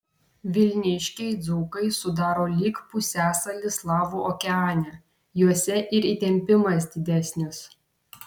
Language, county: Lithuanian, Vilnius